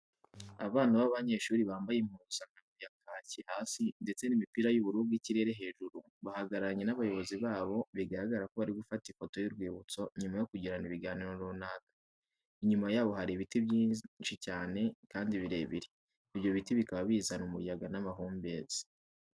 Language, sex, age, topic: Kinyarwanda, male, 18-24, education